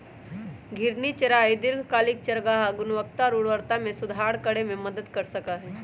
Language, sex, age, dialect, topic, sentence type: Magahi, male, 31-35, Western, agriculture, statement